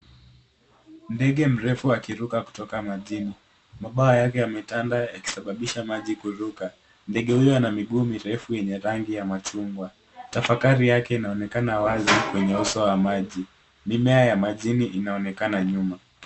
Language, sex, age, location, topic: Swahili, male, 18-24, Nairobi, government